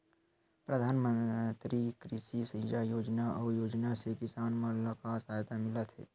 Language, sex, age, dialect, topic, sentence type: Chhattisgarhi, male, 25-30, Western/Budati/Khatahi, agriculture, question